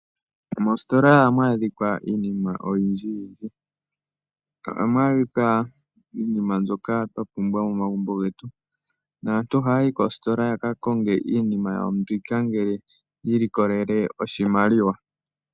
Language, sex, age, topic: Oshiwambo, female, 18-24, finance